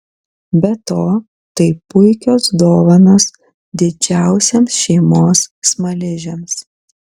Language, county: Lithuanian, Kaunas